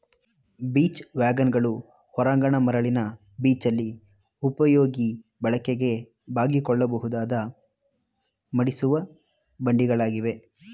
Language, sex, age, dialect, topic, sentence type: Kannada, male, 25-30, Mysore Kannada, agriculture, statement